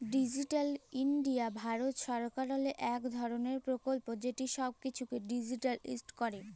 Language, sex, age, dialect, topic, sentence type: Bengali, female, <18, Jharkhandi, banking, statement